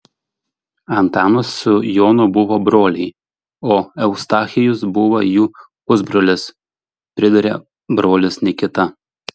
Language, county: Lithuanian, Šiauliai